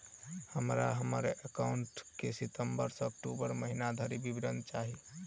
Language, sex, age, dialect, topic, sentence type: Maithili, male, 18-24, Southern/Standard, banking, question